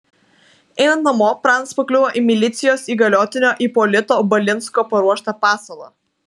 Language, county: Lithuanian, Vilnius